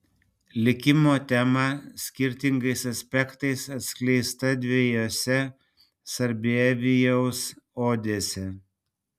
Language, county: Lithuanian, Panevėžys